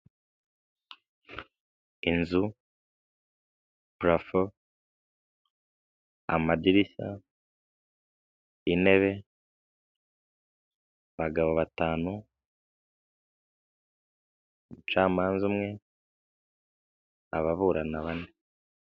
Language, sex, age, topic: Kinyarwanda, male, 25-35, government